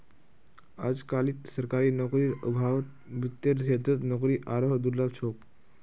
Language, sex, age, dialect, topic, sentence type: Magahi, male, 51-55, Northeastern/Surjapuri, banking, statement